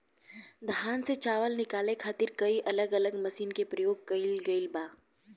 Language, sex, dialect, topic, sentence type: Bhojpuri, female, Southern / Standard, agriculture, statement